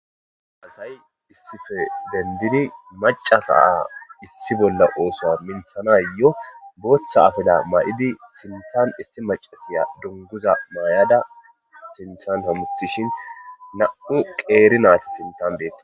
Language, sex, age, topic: Gamo, male, 25-35, government